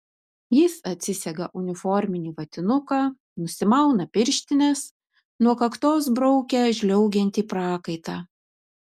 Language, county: Lithuanian, Utena